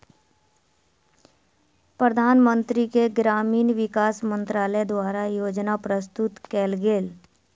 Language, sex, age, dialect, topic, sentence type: Maithili, male, 36-40, Southern/Standard, agriculture, statement